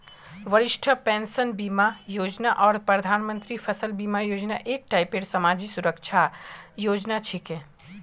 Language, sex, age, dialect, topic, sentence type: Magahi, male, 18-24, Northeastern/Surjapuri, banking, statement